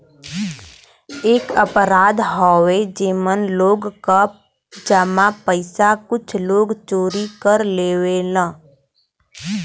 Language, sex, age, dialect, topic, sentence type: Bhojpuri, female, 18-24, Western, banking, statement